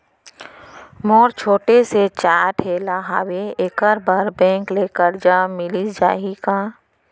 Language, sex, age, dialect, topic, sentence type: Chhattisgarhi, female, 31-35, Central, banking, question